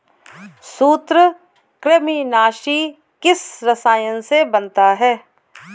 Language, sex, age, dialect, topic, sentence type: Hindi, female, 18-24, Kanauji Braj Bhasha, agriculture, statement